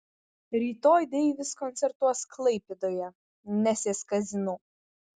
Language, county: Lithuanian, Vilnius